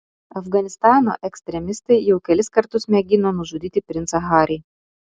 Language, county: Lithuanian, Utena